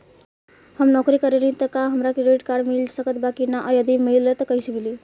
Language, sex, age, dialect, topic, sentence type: Bhojpuri, female, 18-24, Southern / Standard, banking, question